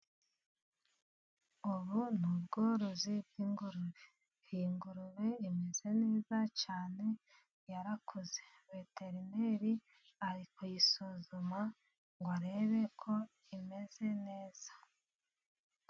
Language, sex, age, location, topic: Kinyarwanda, female, 36-49, Musanze, agriculture